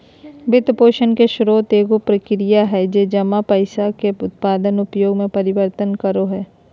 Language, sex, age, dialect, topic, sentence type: Magahi, female, 36-40, Southern, banking, statement